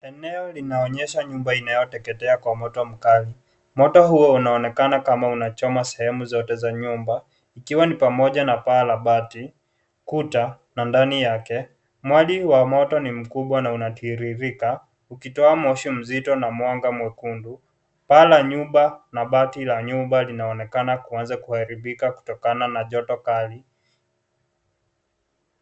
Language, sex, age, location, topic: Swahili, male, 18-24, Kisii, health